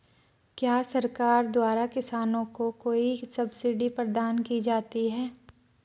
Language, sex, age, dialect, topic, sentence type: Hindi, female, 25-30, Marwari Dhudhari, agriculture, question